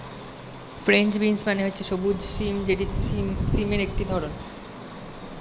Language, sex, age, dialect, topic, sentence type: Bengali, male, 18-24, Standard Colloquial, agriculture, statement